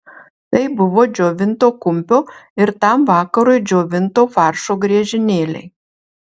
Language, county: Lithuanian, Marijampolė